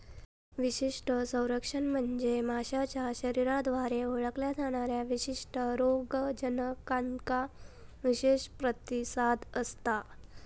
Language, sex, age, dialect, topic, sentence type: Marathi, female, 18-24, Southern Konkan, agriculture, statement